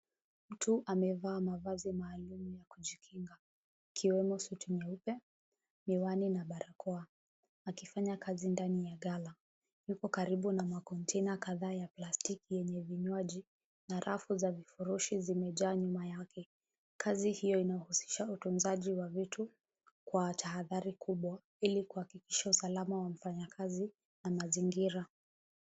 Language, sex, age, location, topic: Swahili, female, 18-24, Kisumu, health